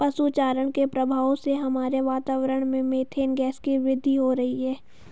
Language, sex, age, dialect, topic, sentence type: Hindi, female, 51-55, Hindustani Malvi Khadi Boli, agriculture, statement